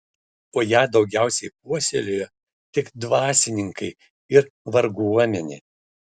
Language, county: Lithuanian, Šiauliai